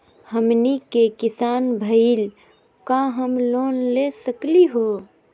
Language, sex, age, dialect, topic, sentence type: Magahi, female, 31-35, Southern, banking, question